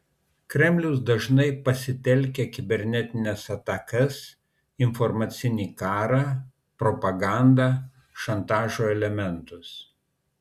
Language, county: Lithuanian, Kaunas